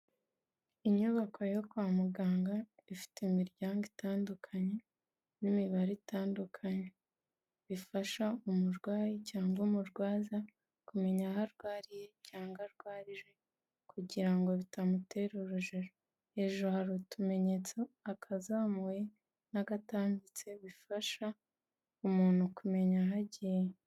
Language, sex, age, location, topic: Kinyarwanda, female, 25-35, Kigali, health